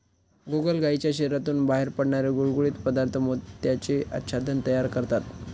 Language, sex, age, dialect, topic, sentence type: Marathi, male, 25-30, Standard Marathi, agriculture, statement